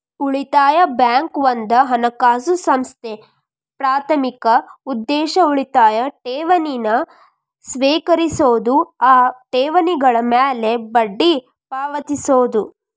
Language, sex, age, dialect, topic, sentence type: Kannada, female, 25-30, Dharwad Kannada, banking, statement